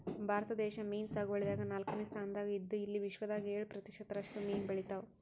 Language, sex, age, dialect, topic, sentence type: Kannada, female, 18-24, Northeastern, agriculture, statement